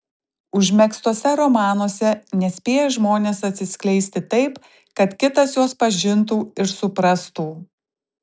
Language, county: Lithuanian, Tauragė